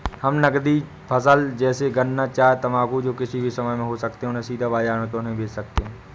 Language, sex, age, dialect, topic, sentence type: Hindi, male, 18-24, Awadhi Bundeli, agriculture, question